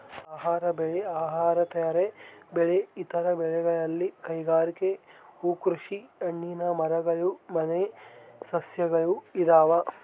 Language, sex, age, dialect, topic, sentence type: Kannada, male, 18-24, Central, agriculture, statement